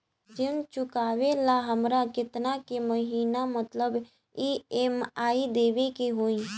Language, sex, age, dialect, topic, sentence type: Bhojpuri, female, 18-24, Northern, banking, question